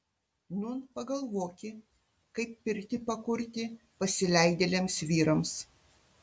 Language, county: Lithuanian, Panevėžys